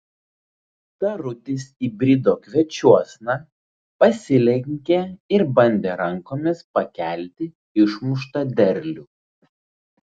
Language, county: Lithuanian, Vilnius